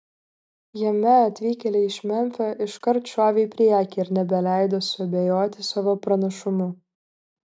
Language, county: Lithuanian, Klaipėda